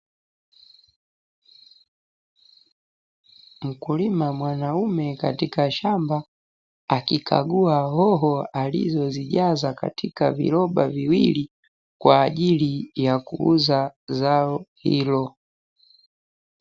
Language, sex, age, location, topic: Swahili, male, 18-24, Dar es Salaam, agriculture